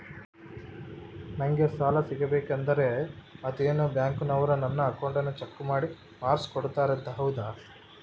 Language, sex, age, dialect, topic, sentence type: Kannada, male, 25-30, Central, banking, question